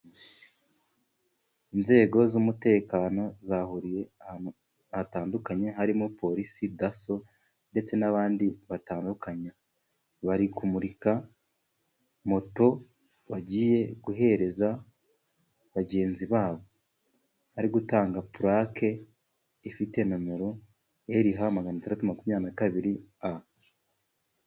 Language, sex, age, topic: Kinyarwanda, male, 18-24, government